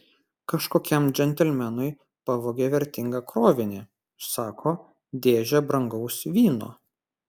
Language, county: Lithuanian, Kaunas